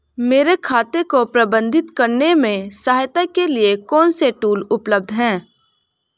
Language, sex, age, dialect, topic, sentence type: Hindi, female, 18-24, Hindustani Malvi Khadi Boli, banking, question